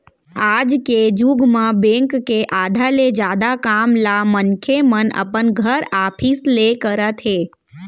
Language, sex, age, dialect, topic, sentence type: Chhattisgarhi, female, 60-100, Central, banking, statement